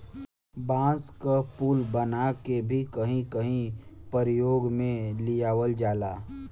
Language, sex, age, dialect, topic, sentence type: Bhojpuri, male, 18-24, Western, agriculture, statement